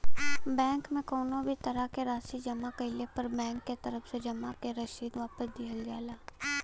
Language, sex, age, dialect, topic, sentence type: Bhojpuri, female, 18-24, Western, banking, statement